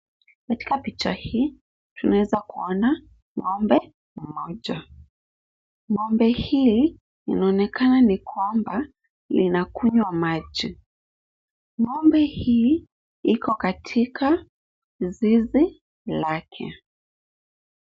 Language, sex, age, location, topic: Swahili, female, 25-35, Kisumu, agriculture